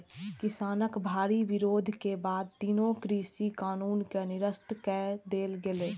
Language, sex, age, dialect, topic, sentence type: Maithili, female, 46-50, Eastern / Thethi, agriculture, statement